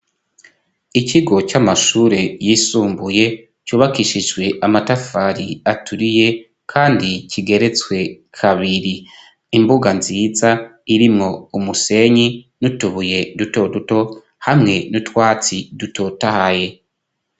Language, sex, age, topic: Rundi, male, 25-35, education